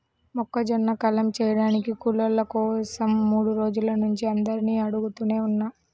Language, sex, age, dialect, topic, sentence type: Telugu, female, 18-24, Central/Coastal, agriculture, statement